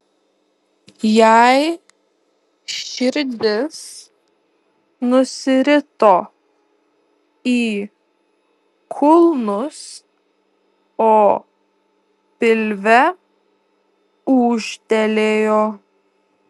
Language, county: Lithuanian, Šiauliai